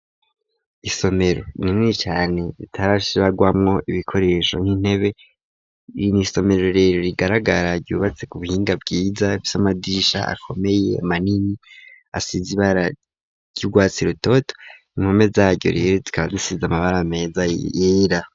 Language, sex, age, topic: Rundi, male, 25-35, education